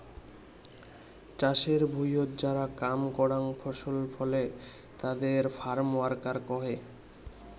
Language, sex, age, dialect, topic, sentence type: Bengali, male, 18-24, Rajbangshi, agriculture, statement